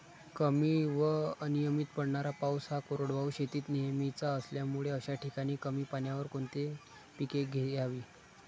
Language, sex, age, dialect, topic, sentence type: Marathi, male, 25-30, Standard Marathi, agriculture, question